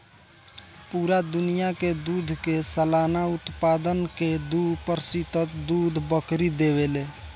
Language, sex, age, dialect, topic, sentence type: Bhojpuri, male, 18-24, Southern / Standard, agriculture, statement